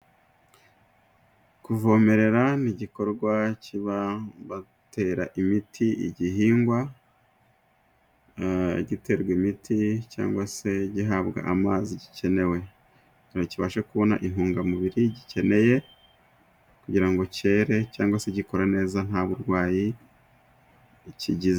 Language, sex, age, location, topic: Kinyarwanda, male, 36-49, Musanze, agriculture